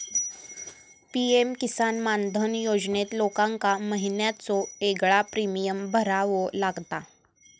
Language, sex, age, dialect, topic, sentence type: Marathi, female, 18-24, Southern Konkan, agriculture, statement